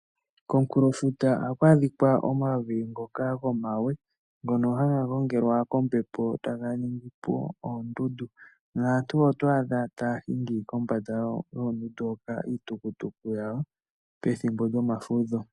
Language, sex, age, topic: Oshiwambo, male, 18-24, agriculture